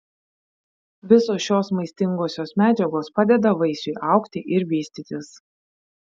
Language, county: Lithuanian, Vilnius